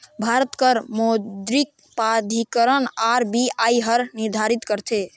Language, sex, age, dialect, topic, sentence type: Chhattisgarhi, male, 25-30, Northern/Bhandar, banking, statement